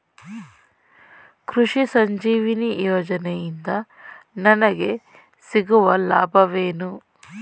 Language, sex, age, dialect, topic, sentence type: Kannada, female, 31-35, Mysore Kannada, agriculture, question